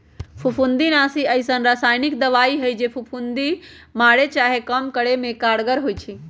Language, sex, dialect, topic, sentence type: Magahi, male, Western, agriculture, statement